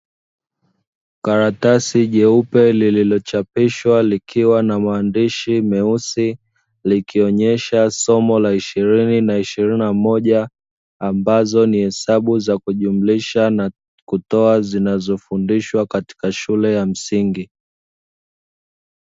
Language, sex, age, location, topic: Swahili, male, 25-35, Dar es Salaam, education